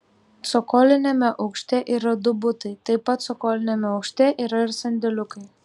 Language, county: Lithuanian, Telšiai